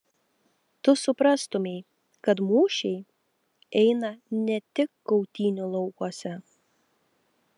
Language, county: Lithuanian, Telšiai